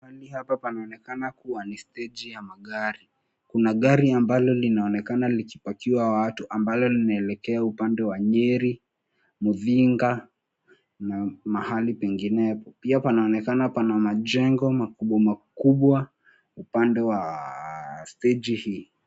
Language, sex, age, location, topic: Swahili, male, 18-24, Nairobi, government